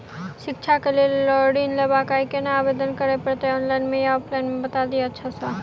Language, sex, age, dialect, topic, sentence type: Maithili, female, 25-30, Southern/Standard, banking, question